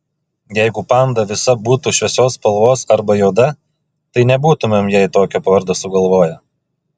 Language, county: Lithuanian, Klaipėda